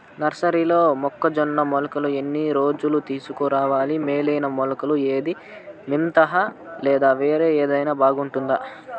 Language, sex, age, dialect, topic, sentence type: Telugu, male, 25-30, Southern, agriculture, question